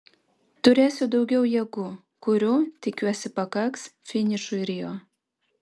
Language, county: Lithuanian, Vilnius